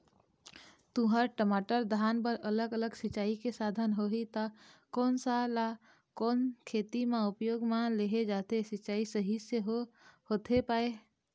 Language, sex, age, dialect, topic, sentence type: Chhattisgarhi, female, 25-30, Eastern, agriculture, question